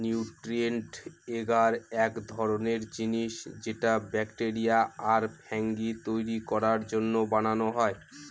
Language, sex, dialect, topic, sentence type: Bengali, male, Northern/Varendri, agriculture, statement